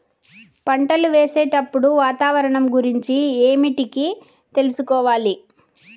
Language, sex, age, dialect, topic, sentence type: Telugu, female, 46-50, Southern, agriculture, question